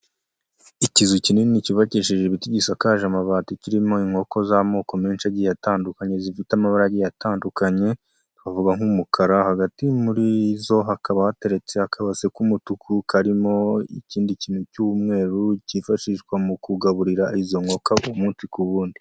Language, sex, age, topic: Kinyarwanda, male, 25-35, agriculture